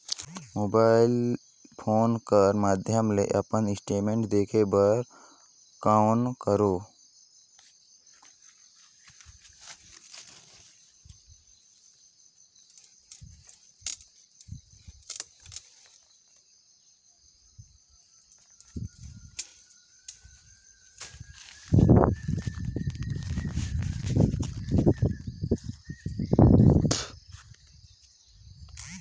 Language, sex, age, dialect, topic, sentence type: Chhattisgarhi, male, 18-24, Northern/Bhandar, banking, question